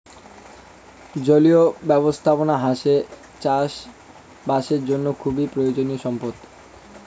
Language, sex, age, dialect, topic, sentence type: Bengali, male, 18-24, Rajbangshi, agriculture, statement